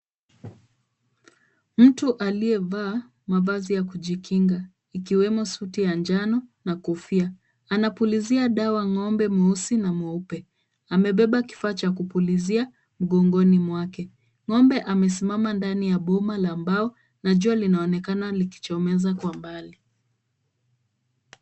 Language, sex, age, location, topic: Swahili, female, 25-35, Kisumu, agriculture